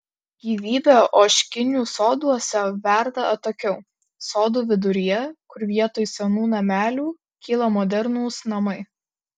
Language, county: Lithuanian, Kaunas